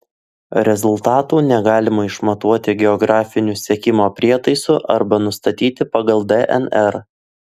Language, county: Lithuanian, Utena